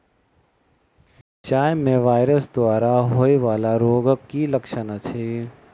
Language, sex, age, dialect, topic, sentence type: Maithili, male, 31-35, Southern/Standard, agriculture, question